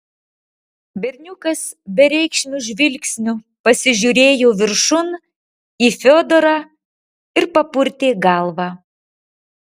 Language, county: Lithuanian, Marijampolė